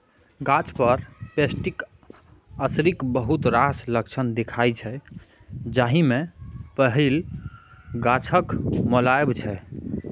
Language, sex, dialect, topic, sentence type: Maithili, male, Bajjika, agriculture, statement